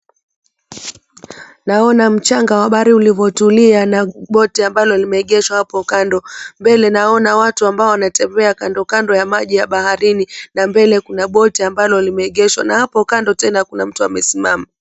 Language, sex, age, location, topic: Swahili, female, 25-35, Mombasa, government